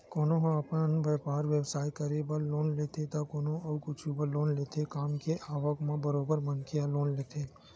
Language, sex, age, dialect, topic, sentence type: Chhattisgarhi, male, 18-24, Western/Budati/Khatahi, banking, statement